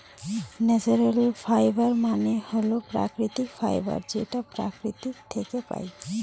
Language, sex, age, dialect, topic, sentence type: Bengali, female, 18-24, Northern/Varendri, agriculture, statement